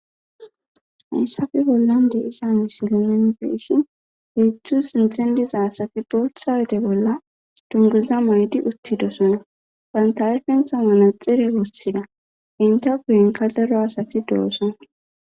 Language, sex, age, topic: Gamo, female, 18-24, government